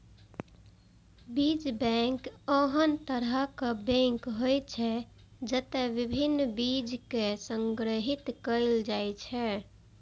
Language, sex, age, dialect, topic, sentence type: Maithili, female, 56-60, Eastern / Thethi, agriculture, statement